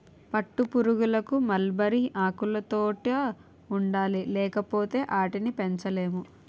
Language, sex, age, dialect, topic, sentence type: Telugu, female, 18-24, Utterandhra, agriculture, statement